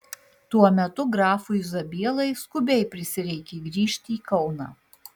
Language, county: Lithuanian, Marijampolė